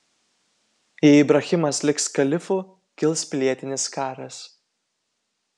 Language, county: Lithuanian, Kaunas